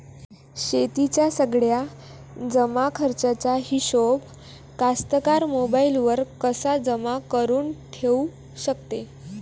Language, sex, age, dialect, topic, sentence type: Marathi, female, 18-24, Varhadi, agriculture, question